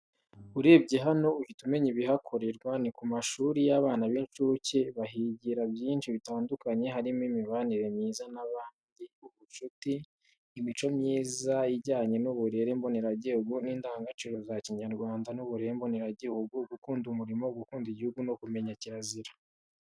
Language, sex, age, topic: Kinyarwanda, male, 18-24, education